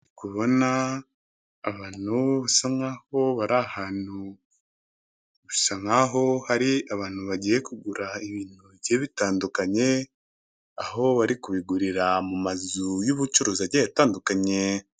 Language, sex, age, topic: Kinyarwanda, male, 25-35, government